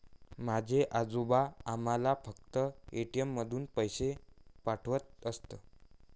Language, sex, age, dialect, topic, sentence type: Marathi, male, 51-55, Varhadi, banking, statement